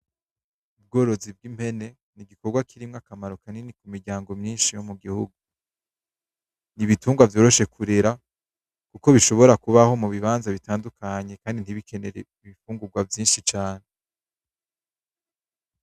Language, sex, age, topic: Rundi, male, 18-24, agriculture